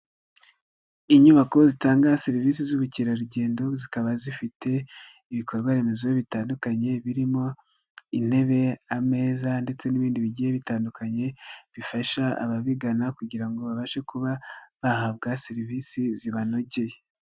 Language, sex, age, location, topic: Kinyarwanda, female, 18-24, Nyagatare, finance